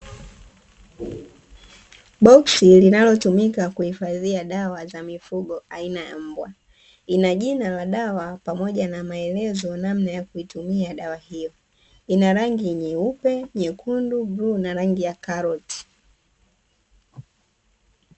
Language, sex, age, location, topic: Swahili, female, 25-35, Dar es Salaam, agriculture